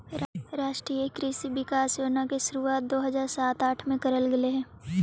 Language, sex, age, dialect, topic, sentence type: Magahi, female, 18-24, Central/Standard, banking, statement